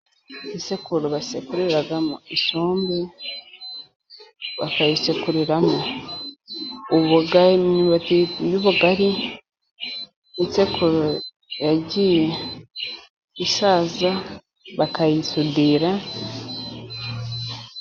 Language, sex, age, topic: Kinyarwanda, female, 25-35, government